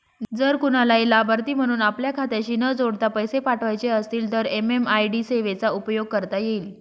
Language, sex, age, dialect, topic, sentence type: Marathi, female, 36-40, Northern Konkan, banking, statement